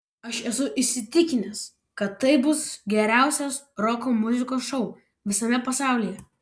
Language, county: Lithuanian, Vilnius